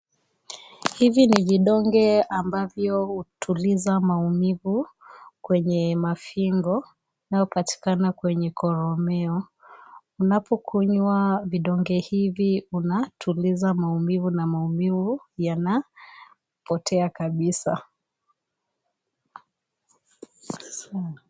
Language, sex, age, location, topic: Swahili, female, 25-35, Kisii, health